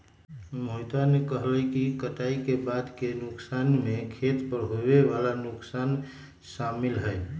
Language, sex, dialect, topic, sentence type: Magahi, male, Western, agriculture, statement